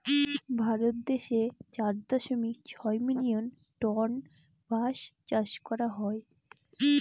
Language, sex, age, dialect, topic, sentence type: Bengali, female, 18-24, Northern/Varendri, agriculture, statement